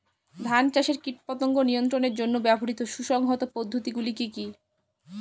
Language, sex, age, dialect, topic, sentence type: Bengali, female, 18-24, Northern/Varendri, agriculture, question